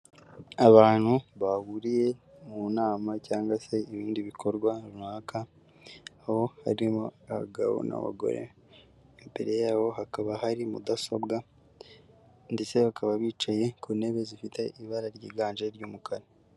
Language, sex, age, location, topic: Kinyarwanda, male, 18-24, Kigali, government